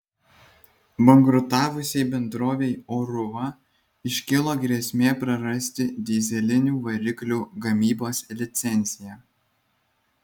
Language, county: Lithuanian, Vilnius